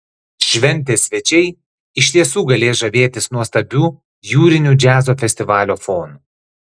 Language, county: Lithuanian, Klaipėda